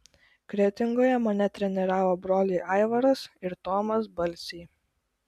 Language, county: Lithuanian, Klaipėda